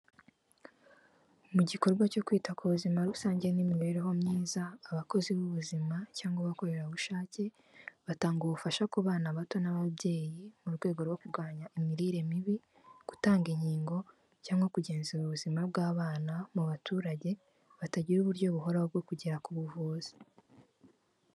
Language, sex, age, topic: Kinyarwanda, female, 18-24, health